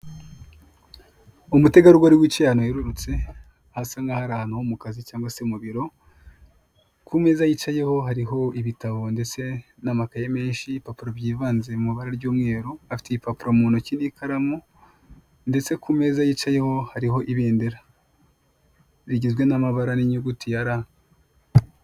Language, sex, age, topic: Kinyarwanda, male, 25-35, government